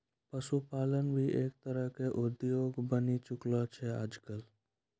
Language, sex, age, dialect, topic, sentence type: Maithili, male, 18-24, Angika, agriculture, statement